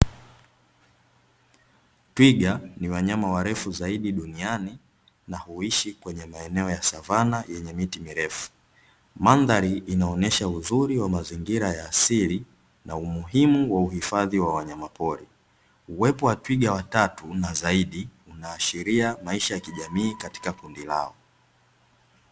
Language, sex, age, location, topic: Swahili, male, 18-24, Dar es Salaam, agriculture